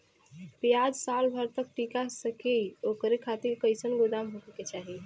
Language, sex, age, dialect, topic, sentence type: Bhojpuri, female, 25-30, Western, agriculture, question